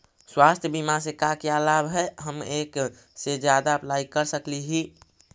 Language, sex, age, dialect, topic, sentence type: Magahi, male, 56-60, Central/Standard, banking, question